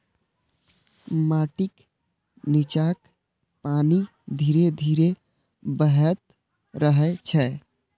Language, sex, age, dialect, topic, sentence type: Maithili, male, 25-30, Eastern / Thethi, agriculture, statement